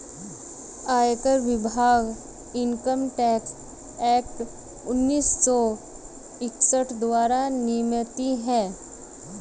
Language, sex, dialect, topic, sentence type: Hindi, female, Hindustani Malvi Khadi Boli, banking, statement